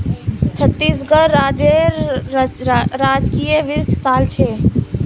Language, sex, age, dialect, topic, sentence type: Magahi, female, 18-24, Northeastern/Surjapuri, agriculture, statement